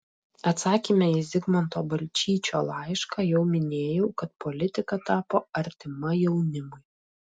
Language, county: Lithuanian, Utena